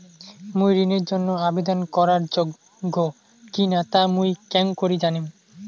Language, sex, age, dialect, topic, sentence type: Bengali, male, 18-24, Rajbangshi, banking, statement